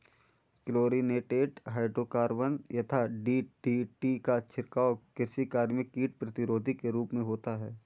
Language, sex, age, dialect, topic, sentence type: Hindi, male, 41-45, Awadhi Bundeli, agriculture, statement